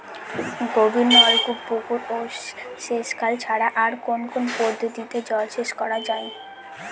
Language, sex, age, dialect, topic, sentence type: Bengali, female, 18-24, Northern/Varendri, agriculture, question